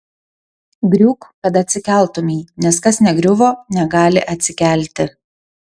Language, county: Lithuanian, Panevėžys